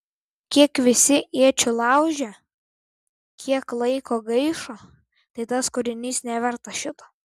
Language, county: Lithuanian, Klaipėda